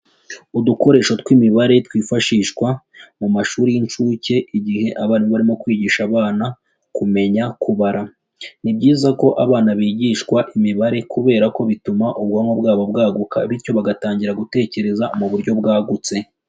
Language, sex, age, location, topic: Kinyarwanda, male, 18-24, Huye, education